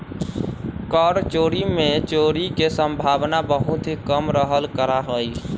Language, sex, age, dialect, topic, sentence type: Magahi, male, 25-30, Western, banking, statement